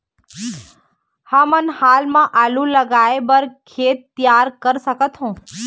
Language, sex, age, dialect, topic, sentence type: Chhattisgarhi, female, 18-24, Eastern, agriculture, question